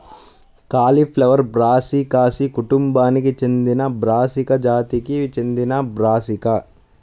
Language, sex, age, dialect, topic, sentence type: Telugu, male, 25-30, Central/Coastal, agriculture, statement